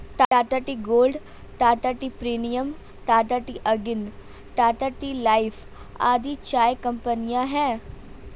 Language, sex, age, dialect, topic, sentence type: Hindi, female, 18-24, Marwari Dhudhari, agriculture, statement